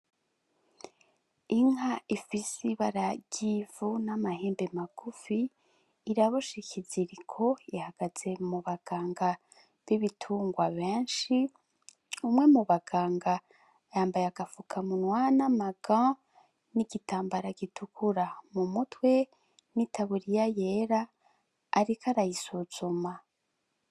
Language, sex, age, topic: Rundi, female, 25-35, agriculture